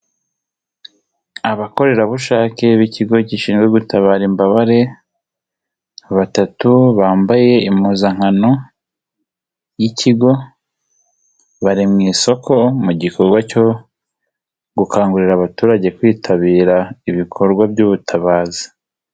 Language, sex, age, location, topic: Kinyarwanda, male, 18-24, Nyagatare, health